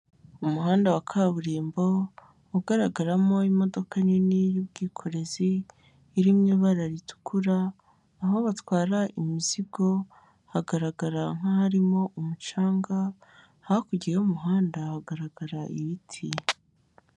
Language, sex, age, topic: Kinyarwanda, male, 18-24, government